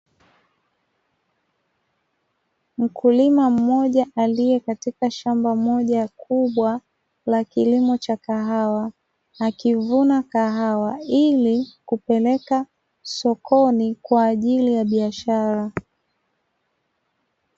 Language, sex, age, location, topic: Swahili, female, 25-35, Dar es Salaam, agriculture